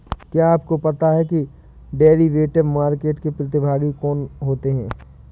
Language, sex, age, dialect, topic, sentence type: Hindi, male, 18-24, Awadhi Bundeli, banking, statement